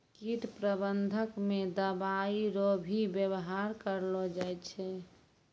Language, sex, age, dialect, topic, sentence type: Maithili, female, 18-24, Angika, agriculture, statement